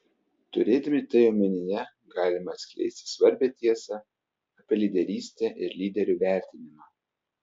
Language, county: Lithuanian, Telšiai